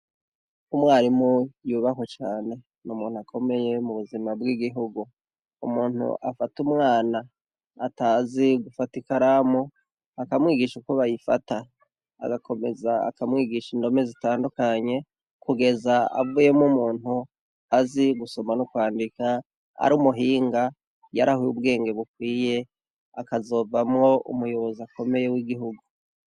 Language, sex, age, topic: Rundi, male, 36-49, education